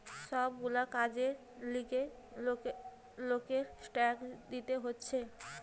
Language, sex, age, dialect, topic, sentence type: Bengali, female, 18-24, Western, banking, statement